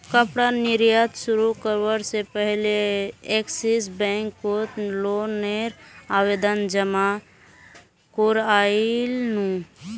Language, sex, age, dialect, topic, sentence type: Magahi, male, 25-30, Northeastern/Surjapuri, banking, statement